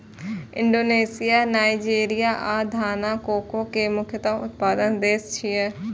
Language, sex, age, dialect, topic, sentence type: Maithili, female, 25-30, Eastern / Thethi, agriculture, statement